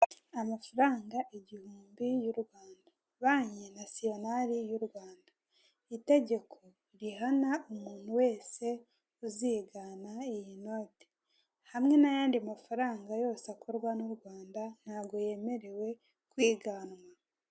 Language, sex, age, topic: Kinyarwanda, female, 18-24, finance